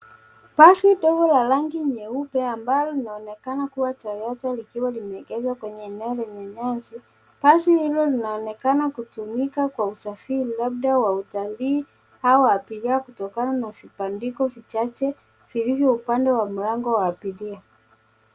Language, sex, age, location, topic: Swahili, female, 25-35, Nairobi, finance